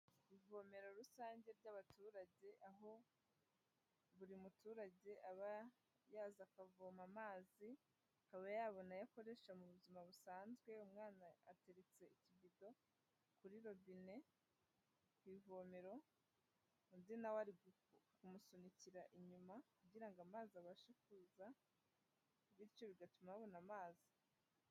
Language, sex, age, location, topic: Kinyarwanda, female, 18-24, Huye, health